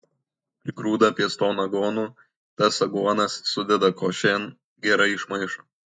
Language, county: Lithuanian, Kaunas